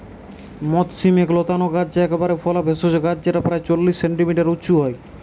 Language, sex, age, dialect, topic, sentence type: Bengali, male, 18-24, Western, agriculture, statement